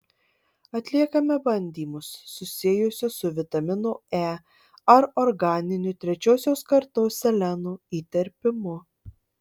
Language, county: Lithuanian, Marijampolė